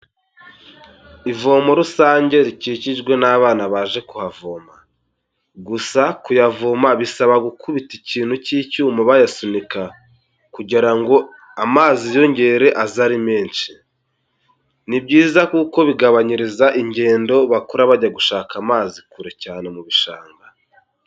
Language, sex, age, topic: Kinyarwanda, male, 18-24, health